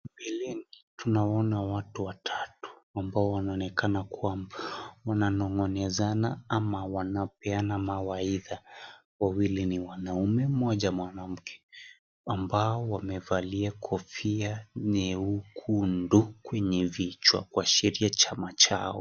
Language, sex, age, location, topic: Swahili, male, 18-24, Kisii, government